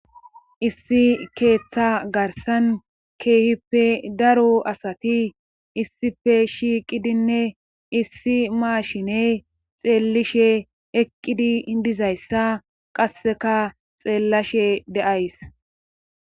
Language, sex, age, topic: Gamo, female, 25-35, government